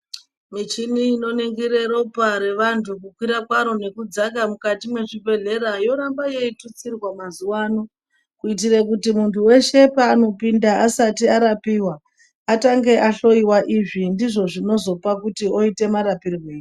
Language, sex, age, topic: Ndau, female, 36-49, health